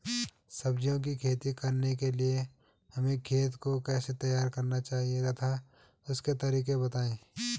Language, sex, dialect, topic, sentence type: Hindi, male, Garhwali, agriculture, question